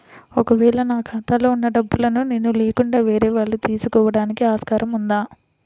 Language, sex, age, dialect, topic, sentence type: Telugu, female, 25-30, Central/Coastal, banking, question